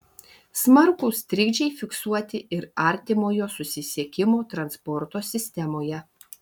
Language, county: Lithuanian, Vilnius